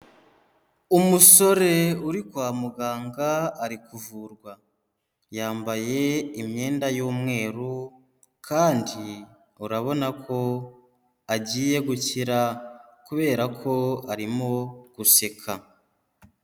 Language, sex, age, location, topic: Kinyarwanda, male, 18-24, Huye, health